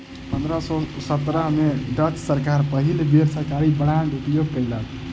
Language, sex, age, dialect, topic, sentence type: Maithili, male, 18-24, Southern/Standard, banking, statement